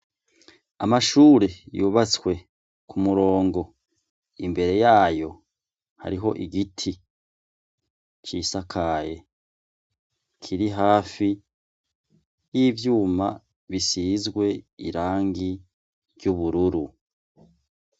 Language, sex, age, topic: Rundi, male, 36-49, education